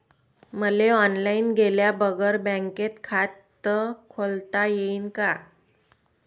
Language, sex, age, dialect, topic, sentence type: Marathi, female, 25-30, Varhadi, banking, question